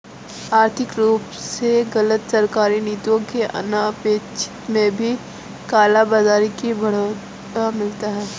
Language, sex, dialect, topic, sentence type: Hindi, female, Kanauji Braj Bhasha, banking, statement